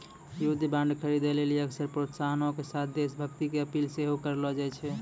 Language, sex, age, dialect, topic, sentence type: Maithili, male, 25-30, Angika, banking, statement